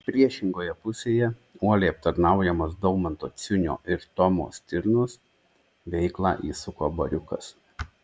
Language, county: Lithuanian, Tauragė